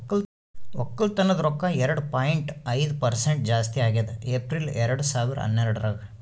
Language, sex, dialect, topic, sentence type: Kannada, male, Northeastern, agriculture, statement